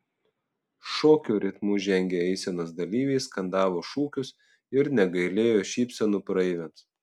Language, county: Lithuanian, Telšiai